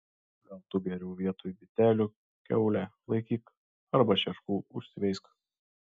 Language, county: Lithuanian, Šiauliai